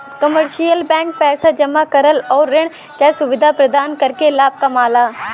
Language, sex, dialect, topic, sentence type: Bhojpuri, female, Western, banking, statement